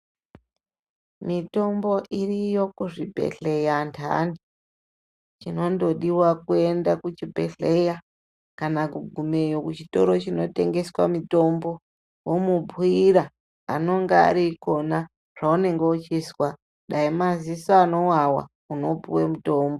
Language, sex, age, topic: Ndau, female, 36-49, health